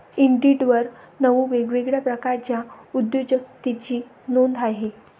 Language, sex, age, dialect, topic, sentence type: Marathi, female, 31-35, Varhadi, banking, statement